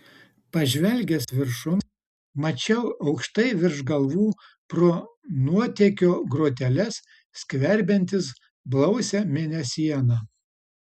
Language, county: Lithuanian, Utena